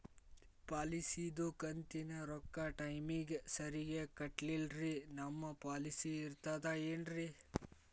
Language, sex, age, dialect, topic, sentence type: Kannada, male, 18-24, Dharwad Kannada, banking, question